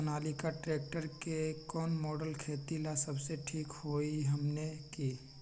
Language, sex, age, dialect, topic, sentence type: Magahi, male, 25-30, Western, agriculture, question